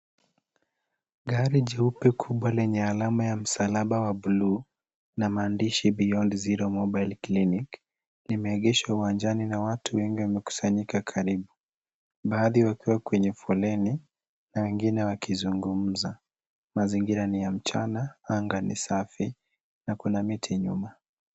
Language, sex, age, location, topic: Swahili, male, 25-35, Nairobi, health